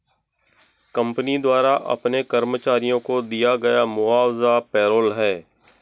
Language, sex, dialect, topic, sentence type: Hindi, male, Marwari Dhudhari, banking, statement